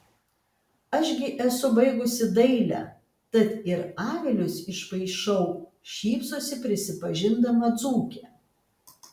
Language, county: Lithuanian, Kaunas